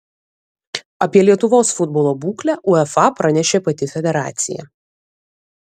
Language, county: Lithuanian, Vilnius